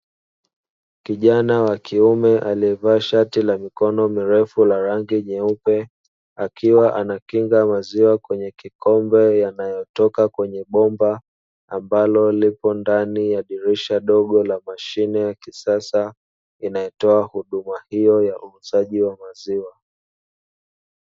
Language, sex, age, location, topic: Swahili, male, 25-35, Dar es Salaam, finance